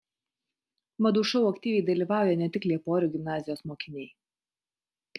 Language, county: Lithuanian, Utena